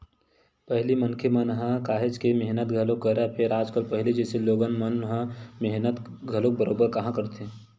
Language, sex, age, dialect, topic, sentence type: Chhattisgarhi, male, 18-24, Western/Budati/Khatahi, agriculture, statement